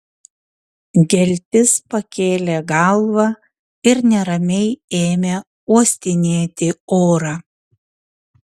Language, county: Lithuanian, Utena